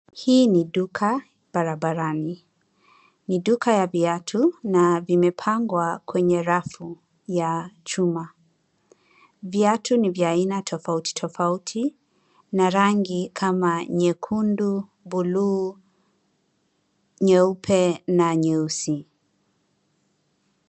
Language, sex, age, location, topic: Swahili, female, 25-35, Nairobi, finance